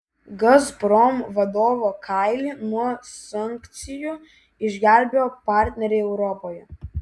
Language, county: Lithuanian, Vilnius